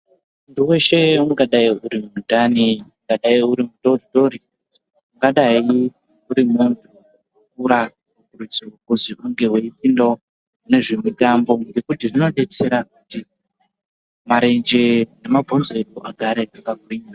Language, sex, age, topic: Ndau, male, 18-24, health